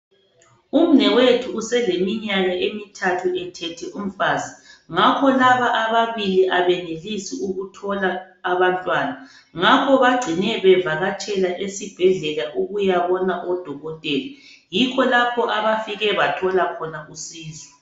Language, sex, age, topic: North Ndebele, female, 25-35, health